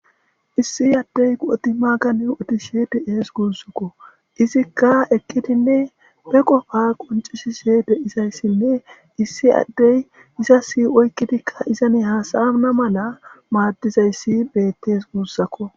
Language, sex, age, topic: Gamo, male, 18-24, government